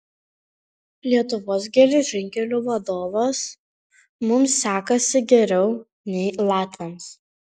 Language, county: Lithuanian, Panevėžys